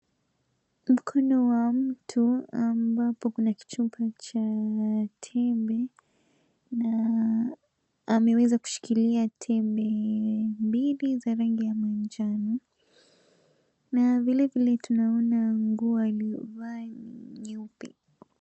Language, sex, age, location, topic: Swahili, female, 18-24, Mombasa, health